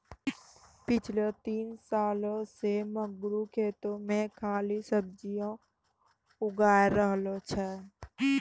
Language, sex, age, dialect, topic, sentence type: Maithili, female, 18-24, Angika, agriculture, statement